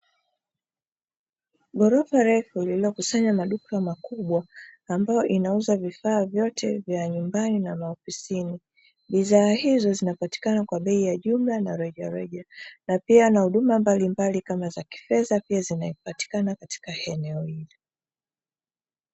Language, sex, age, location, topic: Swahili, female, 36-49, Dar es Salaam, finance